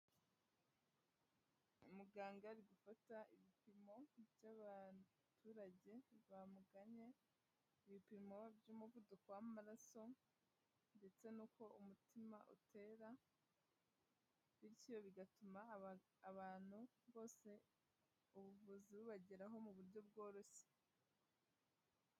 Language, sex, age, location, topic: Kinyarwanda, female, 18-24, Huye, health